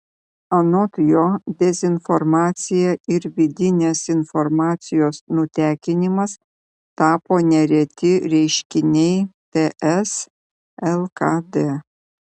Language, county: Lithuanian, Vilnius